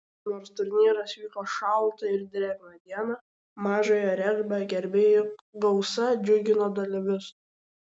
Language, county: Lithuanian, Šiauliai